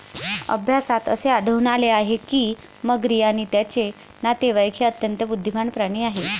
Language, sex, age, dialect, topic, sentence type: Marathi, female, 36-40, Varhadi, agriculture, statement